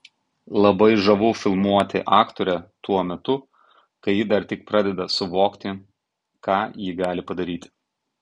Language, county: Lithuanian, Tauragė